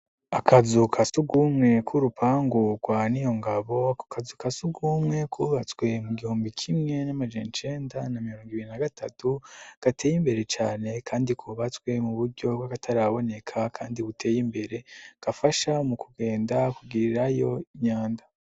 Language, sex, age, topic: Rundi, male, 18-24, education